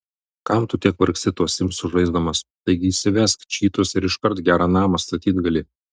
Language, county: Lithuanian, Vilnius